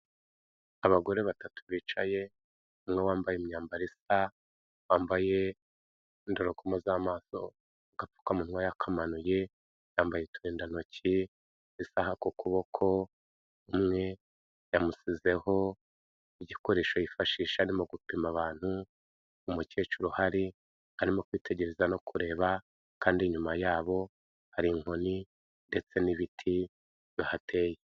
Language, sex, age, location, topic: Kinyarwanda, male, 36-49, Kigali, health